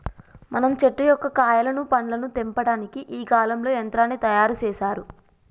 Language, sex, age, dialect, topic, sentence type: Telugu, female, 25-30, Telangana, agriculture, statement